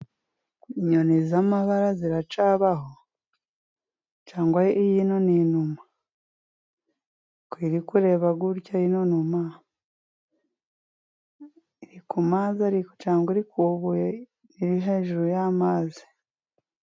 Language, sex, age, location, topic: Kinyarwanda, female, 25-35, Musanze, agriculture